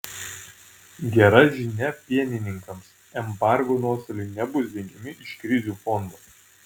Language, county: Lithuanian, Vilnius